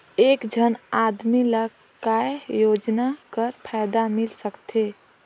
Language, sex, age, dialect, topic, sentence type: Chhattisgarhi, female, 18-24, Northern/Bhandar, banking, question